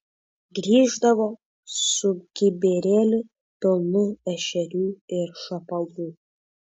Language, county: Lithuanian, Vilnius